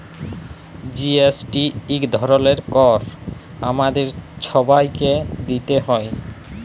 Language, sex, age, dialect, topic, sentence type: Bengali, male, 18-24, Jharkhandi, banking, statement